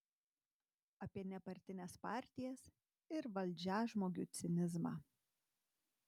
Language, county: Lithuanian, Tauragė